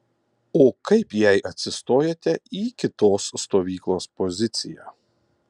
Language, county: Lithuanian, Kaunas